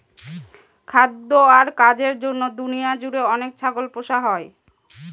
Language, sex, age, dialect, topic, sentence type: Bengali, female, 31-35, Northern/Varendri, agriculture, statement